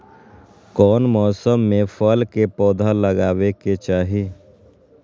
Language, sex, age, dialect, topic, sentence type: Magahi, male, 18-24, Western, agriculture, question